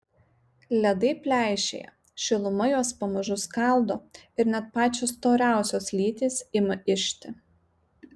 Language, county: Lithuanian, Marijampolė